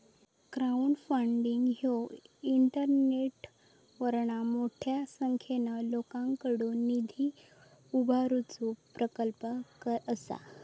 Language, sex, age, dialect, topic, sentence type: Marathi, female, 18-24, Southern Konkan, banking, statement